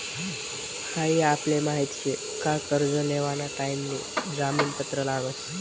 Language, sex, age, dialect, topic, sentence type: Marathi, male, 18-24, Northern Konkan, banking, statement